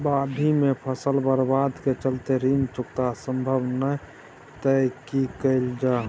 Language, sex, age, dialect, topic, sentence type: Maithili, male, 18-24, Bajjika, banking, question